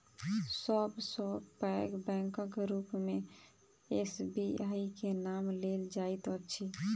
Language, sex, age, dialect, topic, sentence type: Maithili, female, 18-24, Southern/Standard, banking, statement